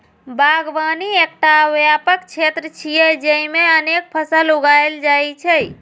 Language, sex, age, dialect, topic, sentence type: Maithili, female, 25-30, Eastern / Thethi, agriculture, statement